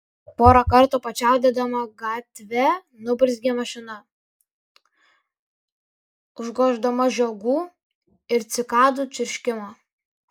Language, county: Lithuanian, Kaunas